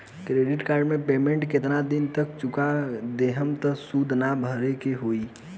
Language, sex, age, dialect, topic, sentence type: Bhojpuri, male, 18-24, Southern / Standard, banking, question